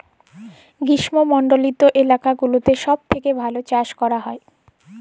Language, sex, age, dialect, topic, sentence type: Bengali, female, 18-24, Jharkhandi, agriculture, statement